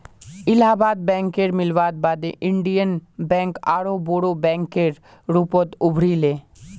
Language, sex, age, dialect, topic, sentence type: Magahi, male, 18-24, Northeastern/Surjapuri, banking, statement